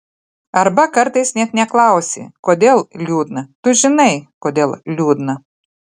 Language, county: Lithuanian, Telšiai